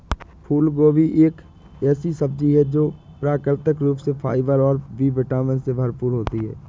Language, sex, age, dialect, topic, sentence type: Hindi, male, 18-24, Awadhi Bundeli, agriculture, statement